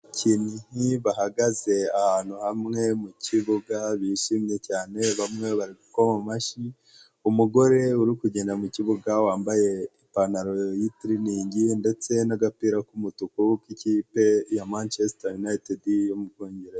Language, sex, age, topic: Kinyarwanda, male, 25-35, government